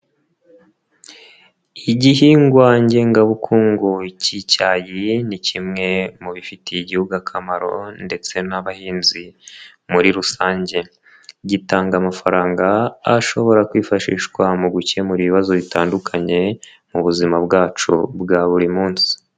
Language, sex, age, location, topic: Kinyarwanda, male, 25-35, Nyagatare, agriculture